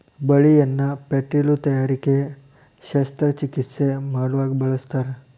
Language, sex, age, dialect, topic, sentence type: Kannada, male, 18-24, Dharwad Kannada, agriculture, statement